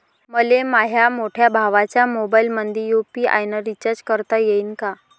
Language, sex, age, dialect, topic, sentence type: Marathi, female, 25-30, Varhadi, banking, question